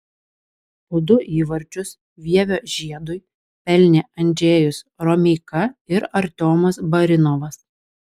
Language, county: Lithuanian, Alytus